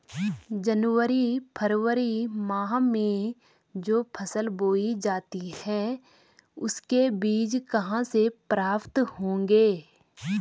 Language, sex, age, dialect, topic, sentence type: Hindi, female, 25-30, Garhwali, agriculture, question